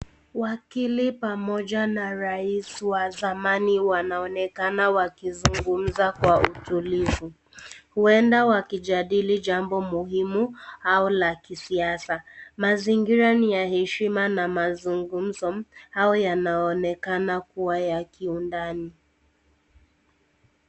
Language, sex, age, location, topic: Swahili, female, 18-24, Nakuru, government